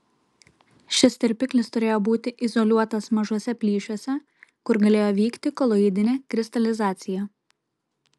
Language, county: Lithuanian, Kaunas